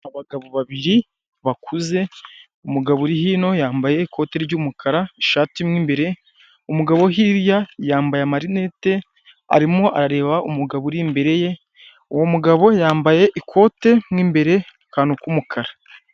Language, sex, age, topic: Kinyarwanda, male, 18-24, government